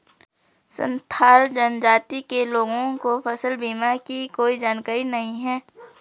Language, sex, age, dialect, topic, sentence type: Hindi, female, 25-30, Garhwali, banking, statement